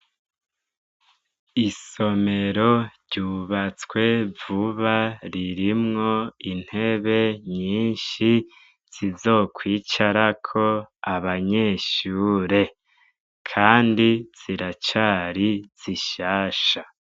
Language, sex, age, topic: Rundi, male, 25-35, education